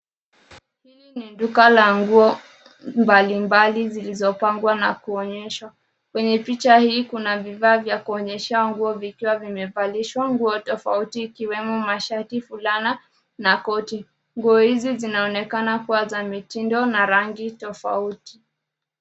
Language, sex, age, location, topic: Swahili, female, 25-35, Nairobi, finance